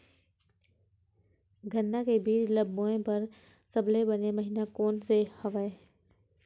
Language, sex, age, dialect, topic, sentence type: Chhattisgarhi, female, 18-24, Western/Budati/Khatahi, agriculture, question